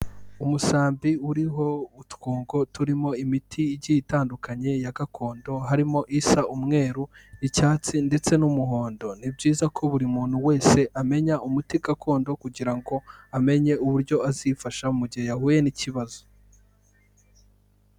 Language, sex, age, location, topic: Kinyarwanda, male, 18-24, Kigali, health